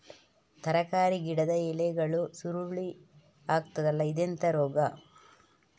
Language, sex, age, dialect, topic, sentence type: Kannada, female, 31-35, Coastal/Dakshin, agriculture, question